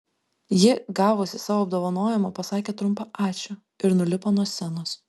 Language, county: Lithuanian, Vilnius